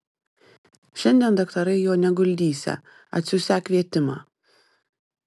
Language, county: Lithuanian, Panevėžys